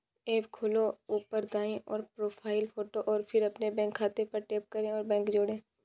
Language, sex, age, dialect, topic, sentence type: Hindi, female, 56-60, Kanauji Braj Bhasha, banking, statement